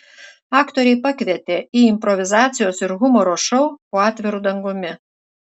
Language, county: Lithuanian, Šiauliai